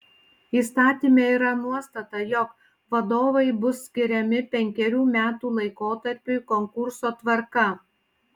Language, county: Lithuanian, Panevėžys